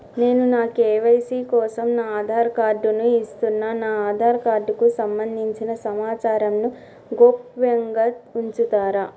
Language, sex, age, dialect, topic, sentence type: Telugu, female, 31-35, Telangana, banking, question